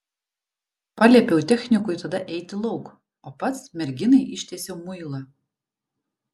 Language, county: Lithuanian, Vilnius